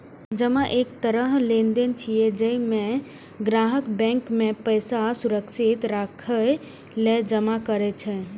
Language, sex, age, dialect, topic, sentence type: Maithili, female, 18-24, Eastern / Thethi, banking, statement